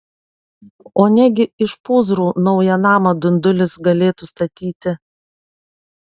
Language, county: Lithuanian, Panevėžys